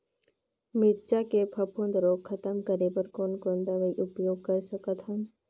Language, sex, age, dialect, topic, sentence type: Chhattisgarhi, female, 18-24, Northern/Bhandar, agriculture, question